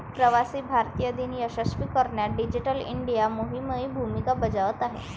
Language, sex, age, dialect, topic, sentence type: Marathi, female, 18-24, Varhadi, banking, statement